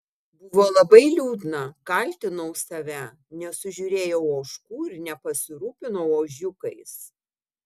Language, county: Lithuanian, Utena